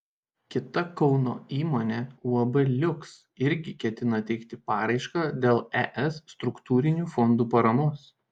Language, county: Lithuanian, Šiauliai